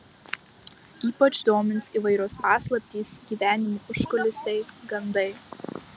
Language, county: Lithuanian, Marijampolė